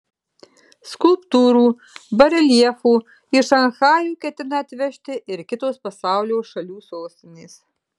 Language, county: Lithuanian, Marijampolė